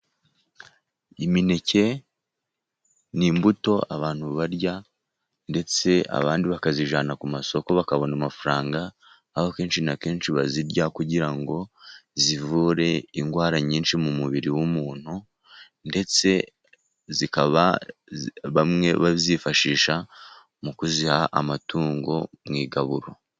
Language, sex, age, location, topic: Kinyarwanda, male, 50+, Musanze, agriculture